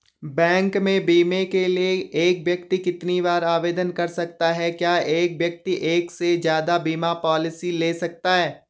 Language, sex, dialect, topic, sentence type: Hindi, male, Garhwali, banking, question